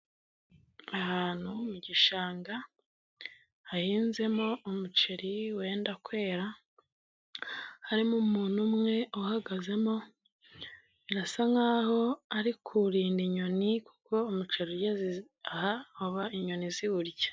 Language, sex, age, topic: Kinyarwanda, female, 25-35, agriculture